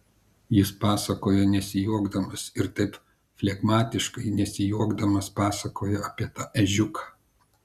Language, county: Lithuanian, Kaunas